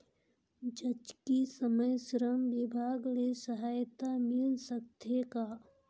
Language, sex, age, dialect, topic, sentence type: Chhattisgarhi, female, 31-35, Northern/Bhandar, banking, question